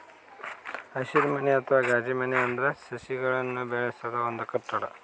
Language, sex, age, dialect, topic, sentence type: Kannada, male, 60-100, Northeastern, agriculture, statement